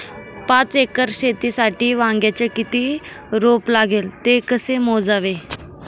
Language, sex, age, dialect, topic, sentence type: Marathi, female, 18-24, Northern Konkan, agriculture, question